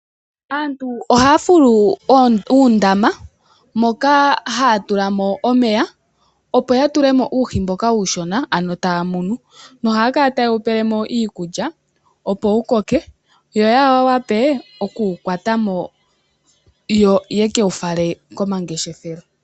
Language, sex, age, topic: Oshiwambo, female, 25-35, agriculture